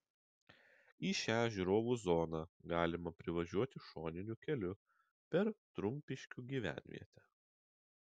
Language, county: Lithuanian, Utena